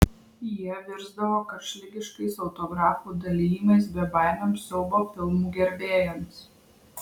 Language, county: Lithuanian, Vilnius